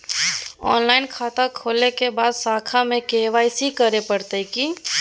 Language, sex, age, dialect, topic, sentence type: Maithili, female, 18-24, Bajjika, banking, question